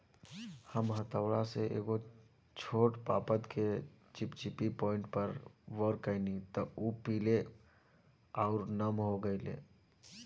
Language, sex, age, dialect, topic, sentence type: Bhojpuri, male, 18-24, Southern / Standard, agriculture, question